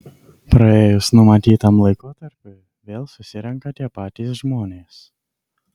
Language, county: Lithuanian, Kaunas